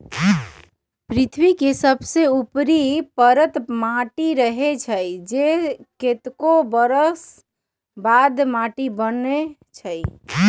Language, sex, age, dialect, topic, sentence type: Magahi, female, 31-35, Western, agriculture, statement